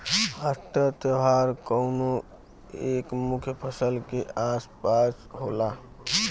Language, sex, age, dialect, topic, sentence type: Bhojpuri, male, 36-40, Western, agriculture, statement